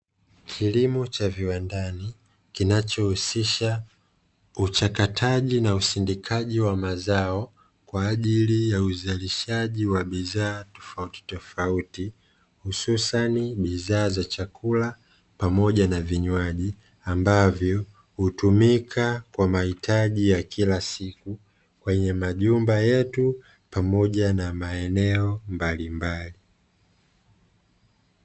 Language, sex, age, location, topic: Swahili, male, 25-35, Dar es Salaam, agriculture